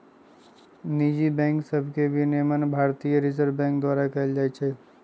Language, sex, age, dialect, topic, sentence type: Magahi, male, 25-30, Western, banking, statement